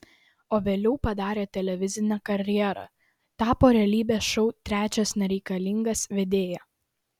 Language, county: Lithuanian, Vilnius